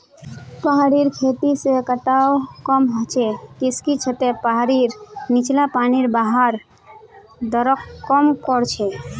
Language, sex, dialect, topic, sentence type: Magahi, female, Northeastern/Surjapuri, agriculture, statement